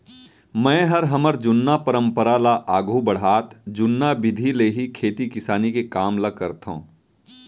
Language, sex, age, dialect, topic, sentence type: Chhattisgarhi, male, 31-35, Central, agriculture, statement